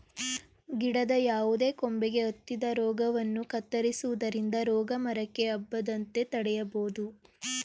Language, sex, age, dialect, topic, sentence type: Kannada, female, 18-24, Mysore Kannada, agriculture, statement